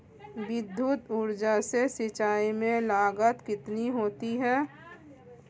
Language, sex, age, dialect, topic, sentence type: Hindi, female, 25-30, Marwari Dhudhari, agriculture, question